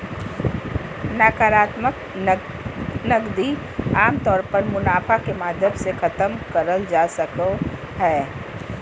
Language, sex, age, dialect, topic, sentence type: Magahi, female, 46-50, Southern, banking, statement